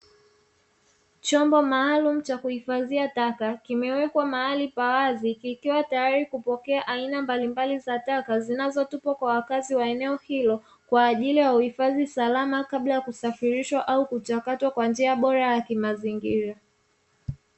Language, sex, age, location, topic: Swahili, female, 25-35, Dar es Salaam, government